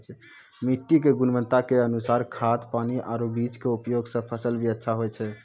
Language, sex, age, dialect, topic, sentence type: Maithili, male, 18-24, Angika, agriculture, statement